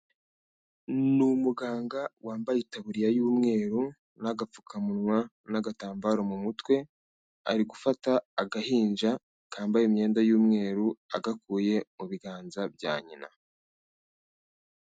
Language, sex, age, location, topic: Kinyarwanda, male, 25-35, Kigali, health